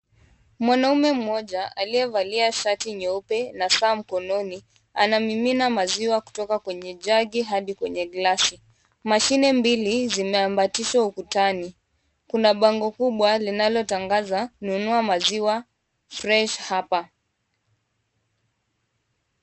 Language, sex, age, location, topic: Swahili, female, 18-24, Kisumu, finance